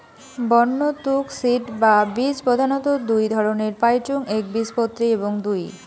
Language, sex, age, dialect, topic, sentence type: Bengali, female, 25-30, Rajbangshi, agriculture, statement